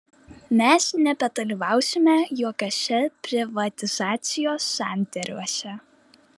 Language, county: Lithuanian, Vilnius